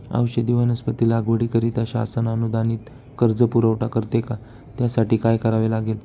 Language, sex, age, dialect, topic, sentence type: Marathi, male, 25-30, Northern Konkan, agriculture, question